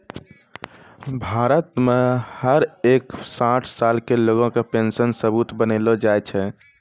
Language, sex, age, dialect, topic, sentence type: Maithili, male, 18-24, Angika, banking, statement